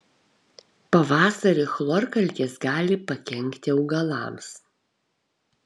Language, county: Lithuanian, Kaunas